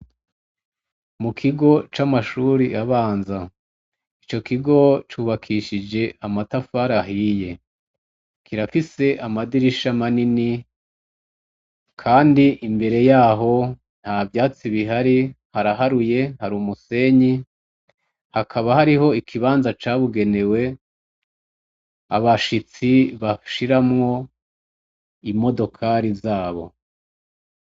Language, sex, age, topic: Rundi, male, 36-49, education